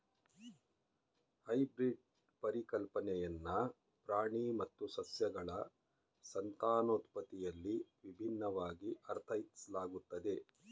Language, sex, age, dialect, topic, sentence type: Kannada, male, 46-50, Mysore Kannada, banking, statement